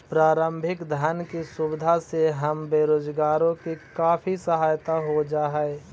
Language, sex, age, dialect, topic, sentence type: Magahi, male, 25-30, Central/Standard, agriculture, statement